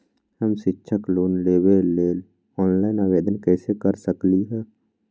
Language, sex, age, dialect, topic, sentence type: Magahi, male, 18-24, Western, banking, question